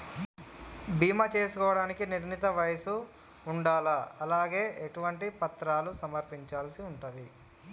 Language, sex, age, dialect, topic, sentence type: Telugu, male, 18-24, Telangana, banking, question